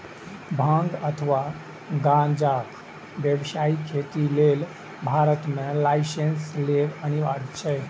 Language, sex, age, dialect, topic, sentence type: Maithili, male, 25-30, Eastern / Thethi, agriculture, statement